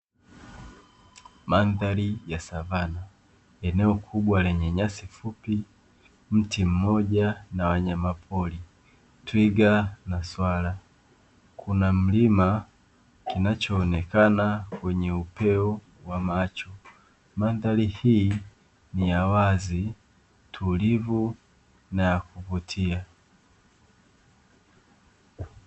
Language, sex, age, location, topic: Swahili, male, 25-35, Dar es Salaam, agriculture